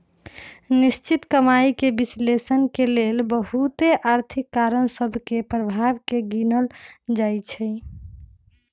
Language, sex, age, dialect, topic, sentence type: Magahi, female, 25-30, Western, banking, statement